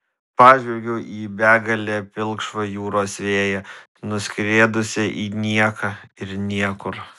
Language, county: Lithuanian, Vilnius